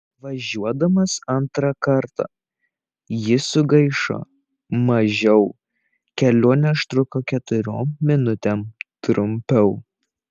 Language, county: Lithuanian, Šiauliai